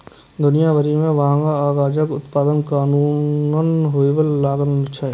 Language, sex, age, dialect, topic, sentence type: Maithili, male, 18-24, Eastern / Thethi, agriculture, statement